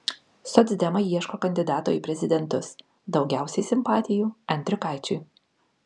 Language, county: Lithuanian, Kaunas